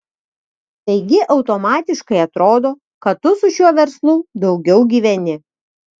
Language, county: Lithuanian, Vilnius